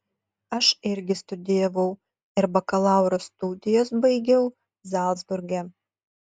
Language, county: Lithuanian, Utena